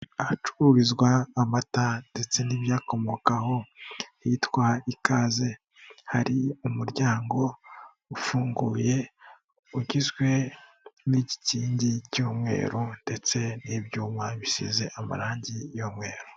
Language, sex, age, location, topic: Kinyarwanda, female, 18-24, Kigali, finance